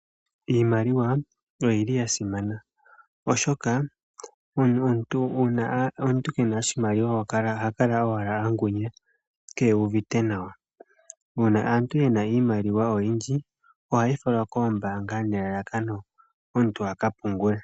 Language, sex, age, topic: Oshiwambo, female, 18-24, finance